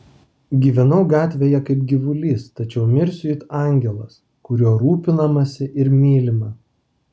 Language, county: Lithuanian, Vilnius